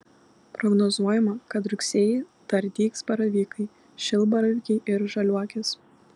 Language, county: Lithuanian, Kaunas